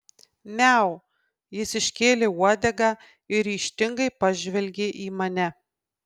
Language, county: Lithuanian, Kaunas